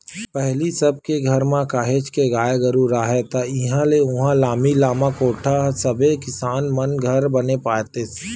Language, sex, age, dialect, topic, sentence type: Chhattisgarhi, male, 31-35, Western/Budati/Khatahi, agriculture, statement